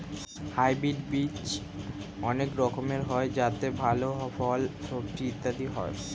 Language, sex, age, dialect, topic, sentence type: Bengali, male, 18-24, Standard Colloquial, agriculture, statement